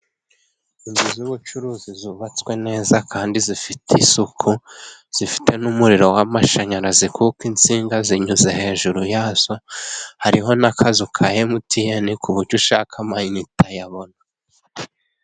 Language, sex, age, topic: Kinyarwanda, male, 25-35, finance